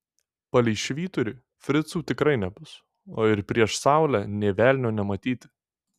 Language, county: Lithuanian, Šiauliai